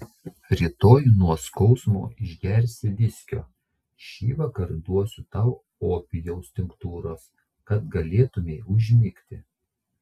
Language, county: Lithuanian, Šiauliai